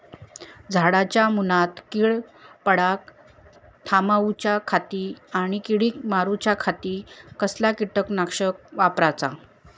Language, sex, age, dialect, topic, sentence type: Marathi, female, 31-35, Southern Konkan, agriculture, question